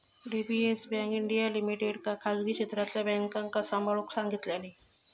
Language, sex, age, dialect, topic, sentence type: Marathi, female, 36-40, Southern Konkan, banking, statement